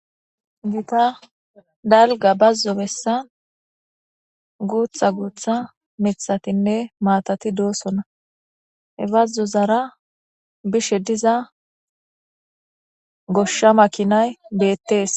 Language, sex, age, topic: Gamo, female, 18-24, government